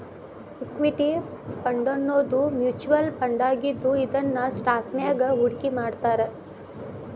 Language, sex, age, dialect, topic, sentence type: Kannada, female, 18-24, Dharwad Kannada, banking, statement